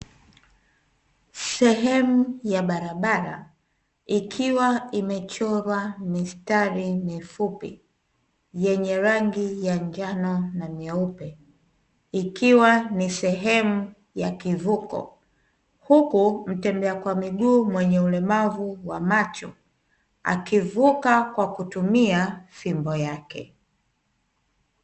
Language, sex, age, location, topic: Swahili, female, 25-35, Dar es Salaam, government